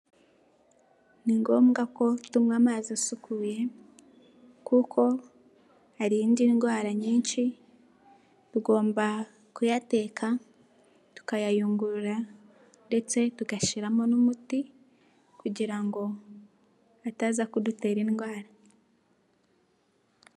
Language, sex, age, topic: Kinyarwanda, female, 18-24, health